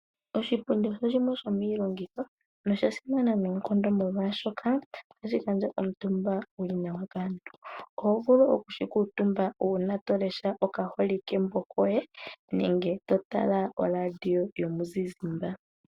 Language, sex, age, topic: Oshiwambo, female, 18-24, finance